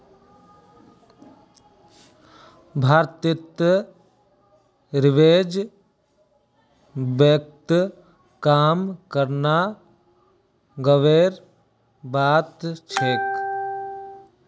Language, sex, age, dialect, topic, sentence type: Magahi, male, 18-24, Northeastern/Surjapuri, banking, statement